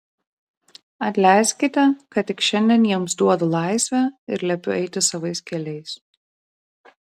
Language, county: Lithuanian, Vilnius